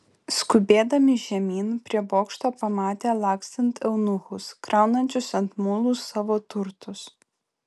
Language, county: Lithuanian, Vilnius